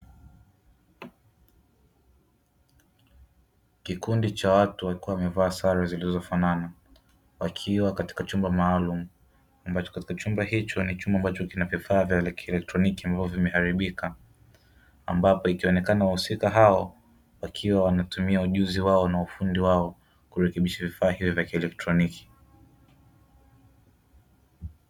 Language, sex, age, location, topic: Swahili, male, 25-35, Dar es Salaam, education